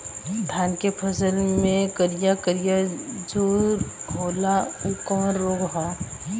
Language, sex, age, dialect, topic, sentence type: Bhojpuri, female, 18-24, Western, agriculture, question